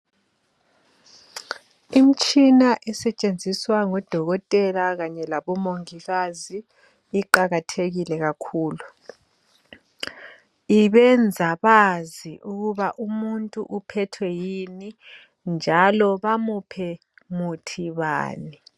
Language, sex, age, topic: North Ndebele, male, 25-35, health